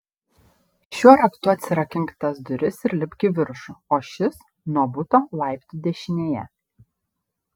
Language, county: Lithuanian, Šiauliai